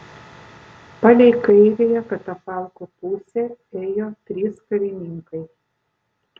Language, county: Lithuanian, Vilnius